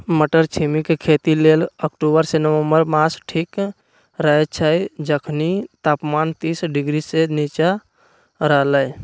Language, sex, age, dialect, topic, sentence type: Magahi, male, 60-100, Western, agriculture, statement